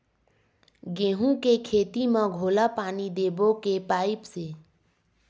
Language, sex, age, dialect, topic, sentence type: Chhattisgarhi, female, 18-24, Western/Budati/Khatahi, agriculture, question